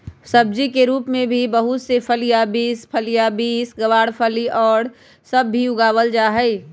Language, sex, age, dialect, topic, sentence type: Magahi, female, 31-35, Western, agriculture, statement